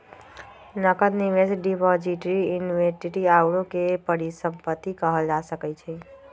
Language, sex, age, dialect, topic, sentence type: Magahi, female, 25-30, Western, banking, statement